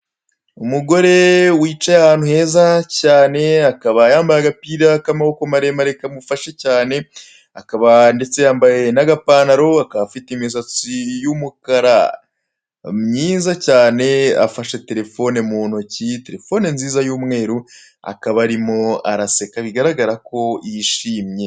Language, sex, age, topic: Kinyarwanda, male, 25-35, finance